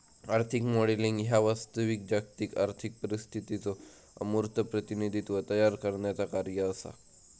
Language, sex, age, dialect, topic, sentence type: Marathi, male, 18-24, Southern Konkan, banking, statement